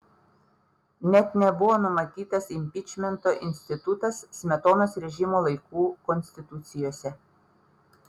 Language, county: Lithuanian, Panevėžys